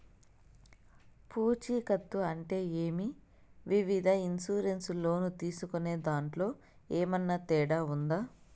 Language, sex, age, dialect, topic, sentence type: Telugu, female, 25-30, Southern, banking, question